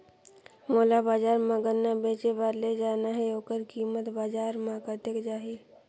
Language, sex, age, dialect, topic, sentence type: Chhattisgarhi, female, 41-45, Northern/Bhandar, agriculture, question